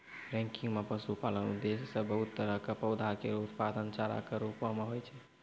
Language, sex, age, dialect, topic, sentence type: Maithili, male, 18-24, Angika, agriculture, statement